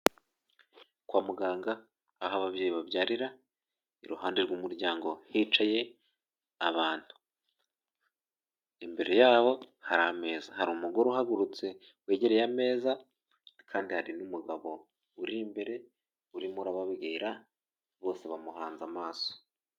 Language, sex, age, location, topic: Kinyarwanda, male, 18-24, Kigali, health